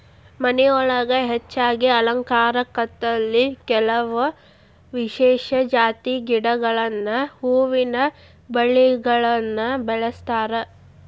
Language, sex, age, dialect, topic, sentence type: Kannada, female, 18-24, Dharwad Kannada, agriculture, statement